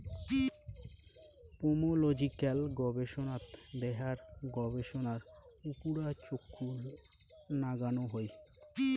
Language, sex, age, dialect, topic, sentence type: Bengali, male, 18-24, Rajbangshi, agriculture, statement